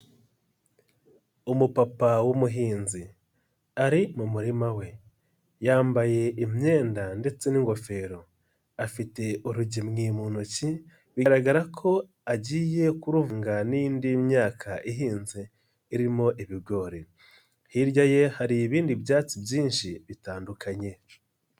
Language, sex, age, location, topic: Kinyarwanda, male, 25-35, Nyagatare, agriculture